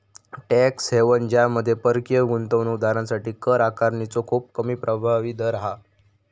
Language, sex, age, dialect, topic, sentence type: Marathi, male, 18-24, Southern Konkan, banking, statement